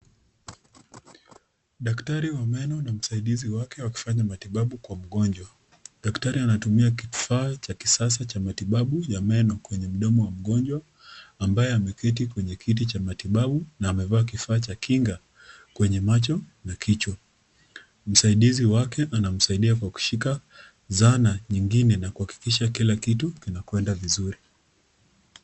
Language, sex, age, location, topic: Swahili, female, 25-35, Nakuru, health